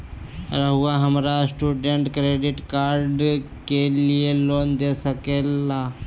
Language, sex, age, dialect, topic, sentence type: Magahi, male, 18-24, Southern, banking, question